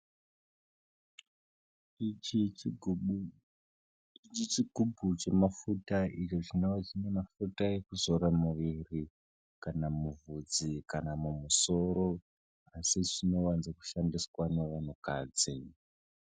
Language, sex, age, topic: Ndau, male, 18-24, health